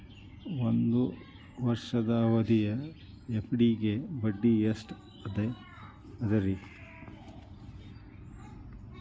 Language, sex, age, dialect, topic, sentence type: Kannada, male, 41-45, Dharwad Kannada, banking, question